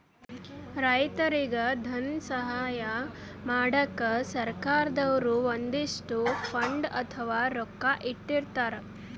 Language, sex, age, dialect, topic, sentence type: Kannada, female, 46-50, Northeastern, agriculture, statement